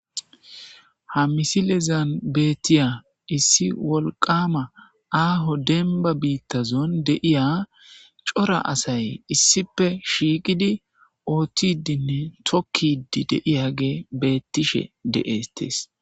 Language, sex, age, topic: Gamo, male, 25-35, agriculture